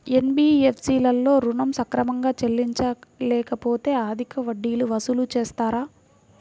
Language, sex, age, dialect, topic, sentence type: Telugu, female, 41-45, Central/Coastal, banking, question